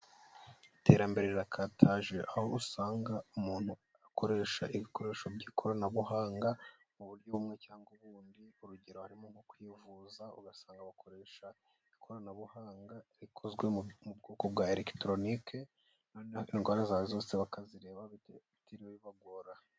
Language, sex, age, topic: Kinyarwanda, female, 18-24, health